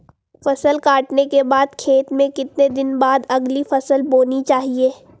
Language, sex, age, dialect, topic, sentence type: Hindi, female, 18-24, Hindustani Malvi Khadi Boli, agriculture, question